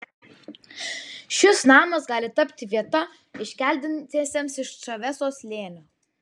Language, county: Lithuanian, Vilnius